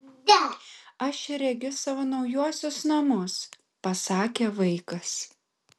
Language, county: Lithuanian, Kaunas